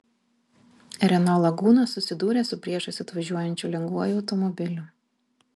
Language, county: Lithuanian, Vilnius